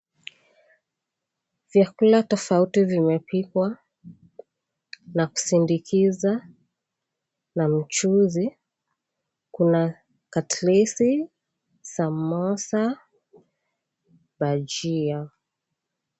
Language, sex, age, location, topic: Swahili, female, 25-35, Mombasa, agriculture